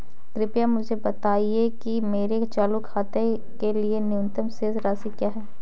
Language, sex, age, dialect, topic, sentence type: Hindi, female, 18-24, Kanauji Braj Bhasha, banking, statement